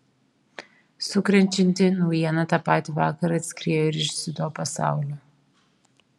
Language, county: Lithuanian, Vilnius